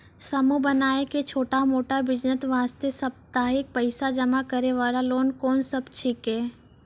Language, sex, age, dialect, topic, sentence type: Maithili, female, 25-30, Angika, banking, question